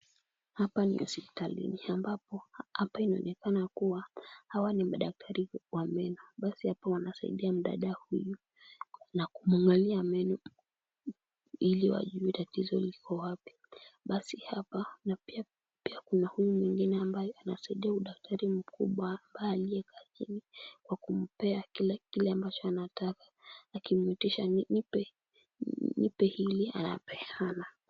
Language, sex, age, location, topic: Swahili, female, 18-24, Kisumu, health